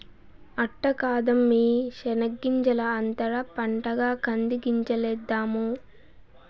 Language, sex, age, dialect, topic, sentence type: Telugu, female, 18-24, Southern, agriculture, statement